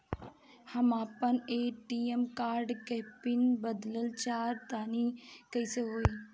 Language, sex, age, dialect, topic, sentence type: Bhojpuri, female, 25-30, Southern / Standard, banking, question